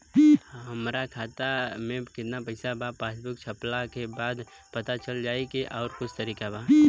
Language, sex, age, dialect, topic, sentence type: Bhojpuri, male, 18-24, Southern / Standard, banking, question